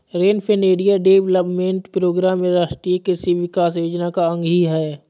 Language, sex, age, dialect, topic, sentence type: Hindi, male, 25-30, Awadhi Bundeli, agriculture, statement